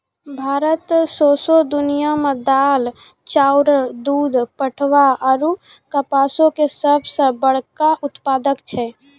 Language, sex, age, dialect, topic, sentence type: Maithili, female, 18-24, Angika, agriculture, statement